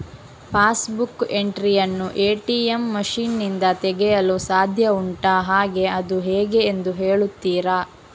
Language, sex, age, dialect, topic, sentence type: Kannada, female, 18-24, Coastal/Dakshin, banking, question